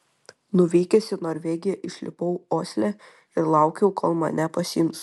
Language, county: Lithuanian, Telšiai